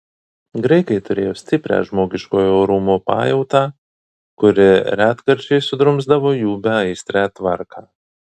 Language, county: Lithuanian, Vilnius